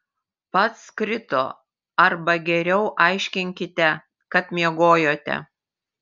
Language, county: Lithuanian, Vilnius